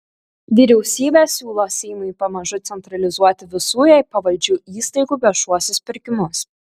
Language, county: Lithuanian, Kaunas